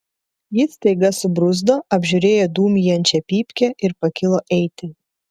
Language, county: Lithuanian, Telšiai